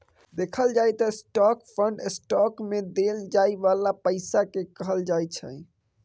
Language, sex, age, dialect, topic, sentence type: Maithili, male, 18-24, Bajjika, banking, statement